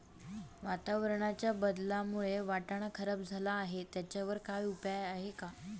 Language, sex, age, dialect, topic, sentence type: Marathi, female, 18-24, Standard Marathi, agriculture, question